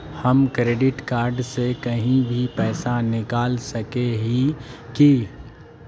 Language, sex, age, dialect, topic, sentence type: Magahi, male, 18-24, Northeastern/Surjapuri, banking, question